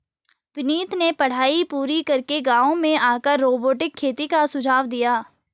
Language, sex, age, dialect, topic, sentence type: Hindi, female, 31-35, Garhwali, agriculture, statement